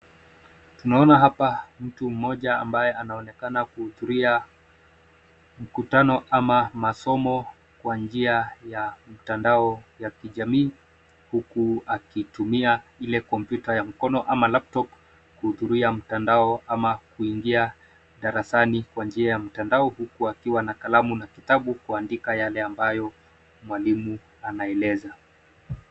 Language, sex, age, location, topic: Swahili, male, 25-35, Nairobi, education